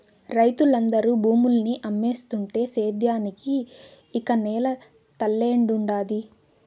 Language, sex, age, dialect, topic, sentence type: Telugu, female, 18-24, Southern, agriculture, statement